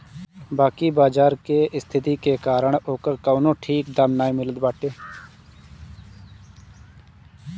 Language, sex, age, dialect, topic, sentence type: Bhojpuri, male, 25-30, Northern, banking, statement